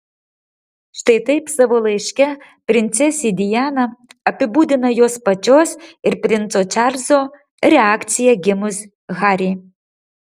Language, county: Lithuanian, Marijampolė